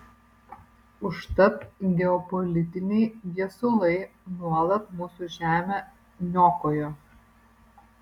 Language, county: Lithuanian, Vilnius